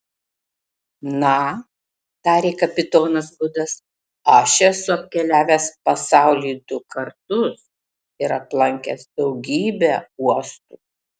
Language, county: Lithuanian, Marijampolė